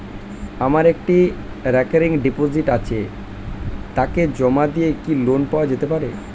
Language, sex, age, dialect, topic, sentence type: Bengali, male, 25-30, Standard Colloquial, banking, question